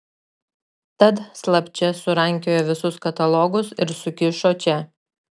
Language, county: Lithuanian, Šiauliai